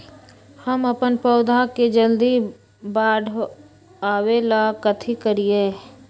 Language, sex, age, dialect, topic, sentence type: Magahi, female, 18-24, Western, agriculture, question